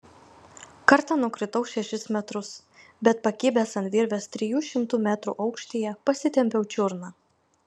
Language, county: Lithuanian, Vilnius